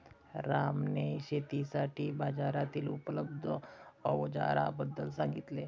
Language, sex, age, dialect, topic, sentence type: Marathi, male, 60-100, Standard Marathi, agriculture, statement